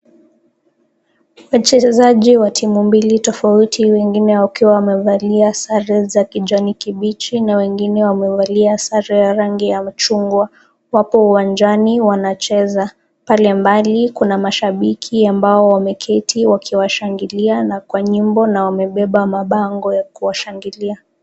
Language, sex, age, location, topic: Swahili, female, 18-24, Nakuru, government